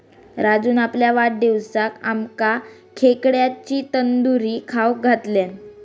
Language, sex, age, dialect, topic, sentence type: Marathi, female, 46-50, Southern Konkan, agriculture, statement